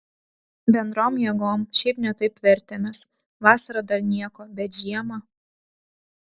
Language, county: Lithuanian, Vilnius